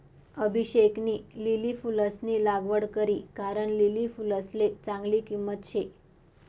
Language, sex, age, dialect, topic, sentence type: Marathi, female, 25-30, Northern Konkan, agriculture, statement